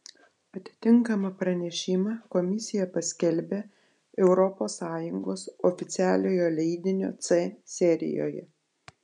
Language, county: Lithuanian, Panevėžys